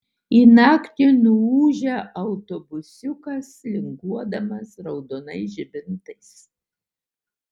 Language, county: Lithuanian, Utena